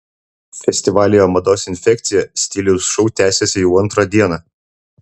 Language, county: Lithuanian, Utena